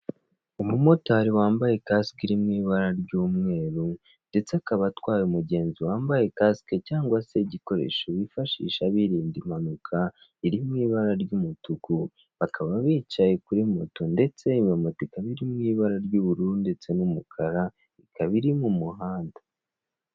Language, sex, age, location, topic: Kinyarwanda, male, 18-24, Kigali, government